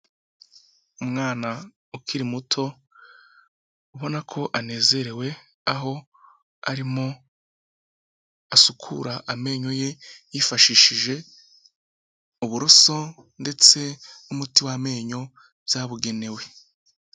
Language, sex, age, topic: Kinyarwanda, male, 25-35, health